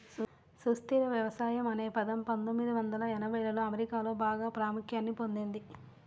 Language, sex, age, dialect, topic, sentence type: Telugu, female, 36-40, Central/Coastal, agriculture, statement